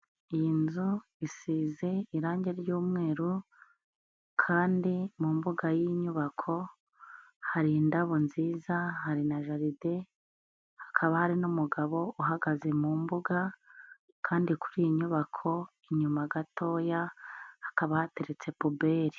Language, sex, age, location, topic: Kinyarwanda, female, 25-35, Nyagatare, education